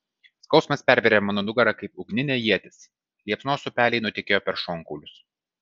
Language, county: Lithuanian, Vilnius